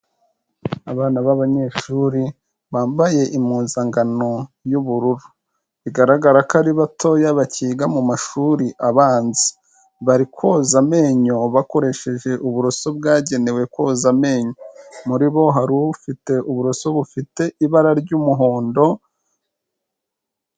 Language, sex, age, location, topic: Kinyarwanda, male, 25-35, Kigali, health